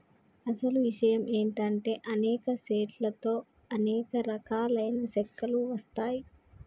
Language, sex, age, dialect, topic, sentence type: Telugu, female, 18-24, Telangana, agriculture, statement